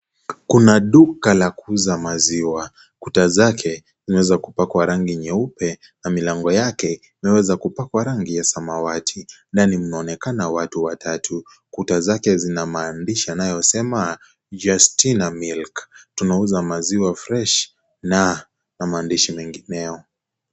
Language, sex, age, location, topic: Swahili, male, 18-24, Kisii, finance